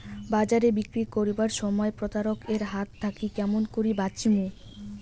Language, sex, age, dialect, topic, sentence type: Bengali, female, 18-24, Rajbangshi, agriculture, question